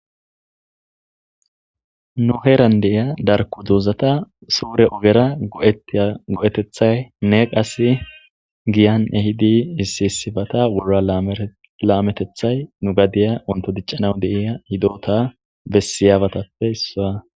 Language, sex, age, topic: Gamo, male, 25-35, government